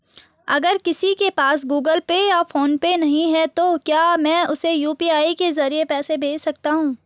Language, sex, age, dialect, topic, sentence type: Hindi, female, 18-24, Marwari Dhudhari, banking, question